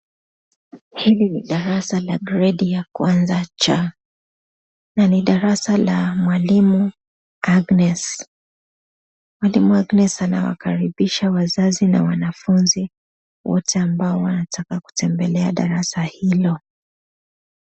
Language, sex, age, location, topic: Swahili, female, 25-35, Nakuru, education